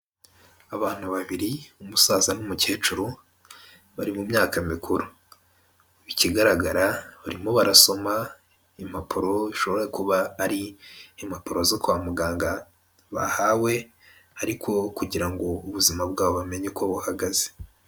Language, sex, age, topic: Kinyarwanda, male, 18-24, health